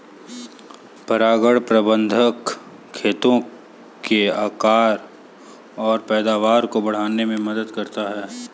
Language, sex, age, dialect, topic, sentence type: Hindi, male, 18-24, Kanauji Braj Bhasha, agriculture, statement